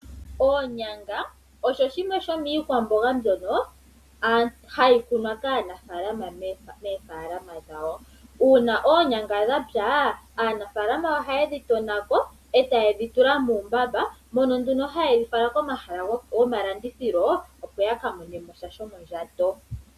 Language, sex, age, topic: Oshiwambo, female, 18-24, agriculture